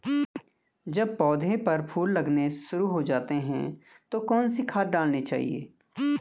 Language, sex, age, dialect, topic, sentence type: Hindi, male, 25-30, Garhwali, agriculture, question